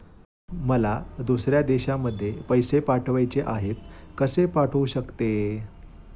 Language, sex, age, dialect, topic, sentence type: Marathi, male, 25-30, Standard Marathi, banking, question